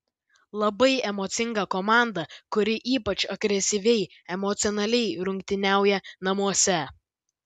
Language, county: Lithuanian, Vilnius